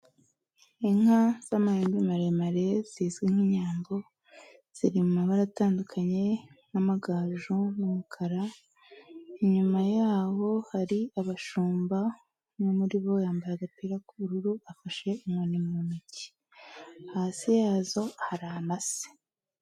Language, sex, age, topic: Kinyarwanda, female, 18-24, agriculture